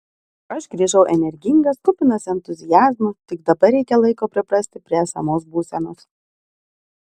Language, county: Lithuanian, Vilnius